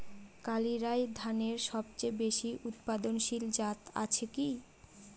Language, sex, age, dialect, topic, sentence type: Bengali, female, 18-24, Northern/Varendri, agriculture, question